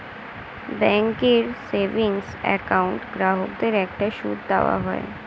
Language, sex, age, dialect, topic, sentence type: Bengali, female, 18-24, Standard Colloquial, banking, statement